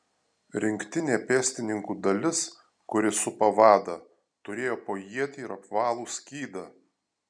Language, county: Lithuanian, Alytus